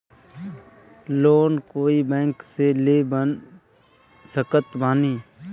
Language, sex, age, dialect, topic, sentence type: Bhojpuri, male, 18-24, Northern, banking, question